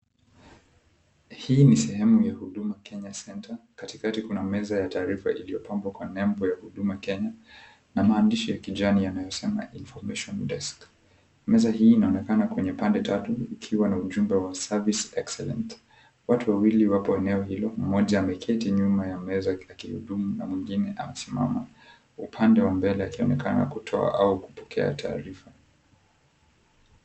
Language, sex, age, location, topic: Swahili, male, 25-35, Mombasa, government